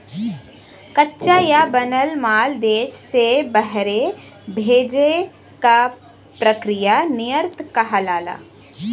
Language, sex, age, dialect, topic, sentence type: Bhojpuri, female, 18-24, Western, banking, statement